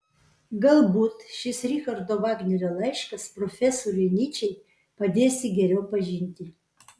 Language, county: Lithuanian, Vilnius